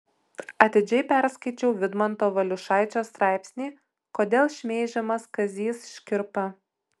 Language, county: Lithuanian, Utena